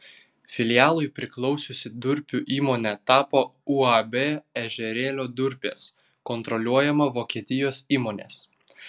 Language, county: Lithuanian, Vilnius